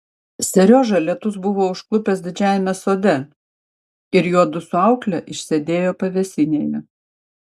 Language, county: Lithuanian, Panevėžys